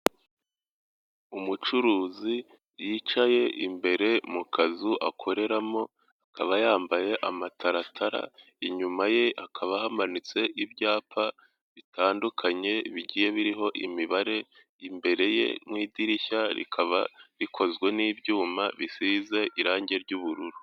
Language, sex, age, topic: Kinyarwanda, male, 18-24, finance